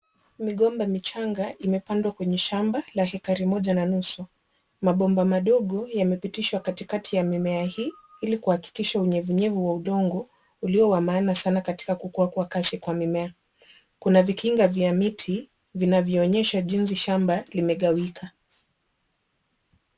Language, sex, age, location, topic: Swahili, female, 18-24, Kisumu, agriculture